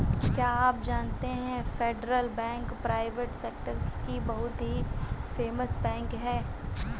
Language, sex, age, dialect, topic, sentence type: Hindi, female, 18-24, Marwari Dhudhari, banking, statement